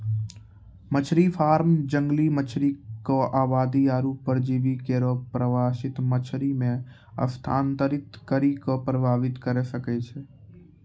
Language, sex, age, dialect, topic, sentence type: Maithili, male, 18-24, Angika, agriculture, statement